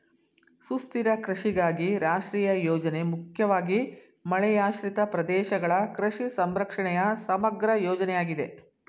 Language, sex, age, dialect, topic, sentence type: Kannada, female, 60-100, Mysore Kannada, agriculture, statement